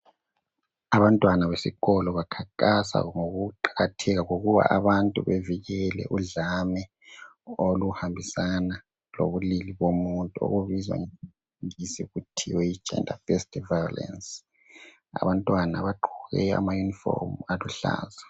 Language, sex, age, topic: North Ndebele, male, 18-24, health